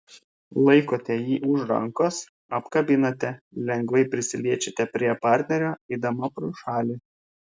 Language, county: Lithuanian, Šiauliai